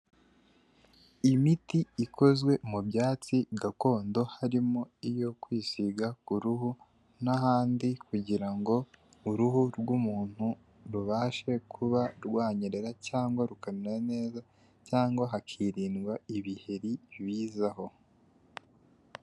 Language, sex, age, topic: Kinyarwanda, male, 18-24, health